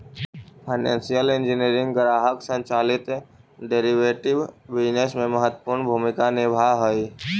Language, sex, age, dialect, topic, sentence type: Magahi, male, 18-24, Central/Standard, agriculture, statement